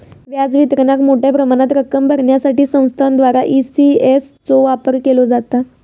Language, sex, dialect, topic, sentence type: Marathi, female, Southern Konkan, banking, statement